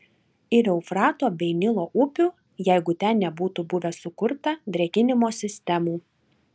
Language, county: Lithuanian, Klaipėda